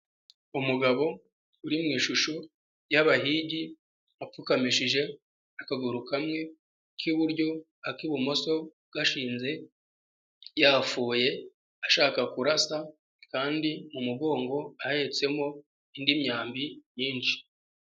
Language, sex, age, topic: Kinyarwanda, male, 25-35, government